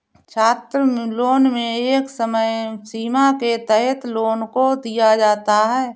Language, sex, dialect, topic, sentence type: Hindi, female, Awadhi Bundeli, banking, statement